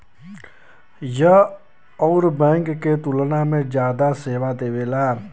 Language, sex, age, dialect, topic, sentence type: Bhojpuri, male, 25-30, Western, banking, statement